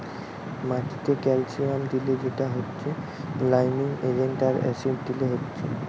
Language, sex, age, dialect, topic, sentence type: Bengali, male, 18-24, Western, agriculture, statement